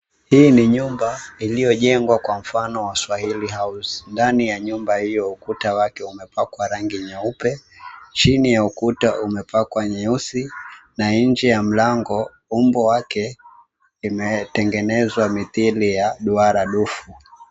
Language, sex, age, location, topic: Swahili, male, 18-24, Mombasa, government